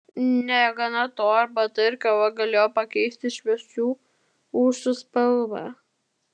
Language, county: Lithuanian, Vilnius